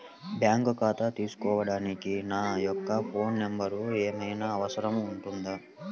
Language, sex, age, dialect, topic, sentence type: Telugu, male, 18-24, Central/Coastal, banking, question